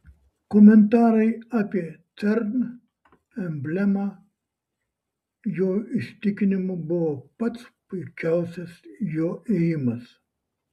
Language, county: Lithuanian, Šiauliai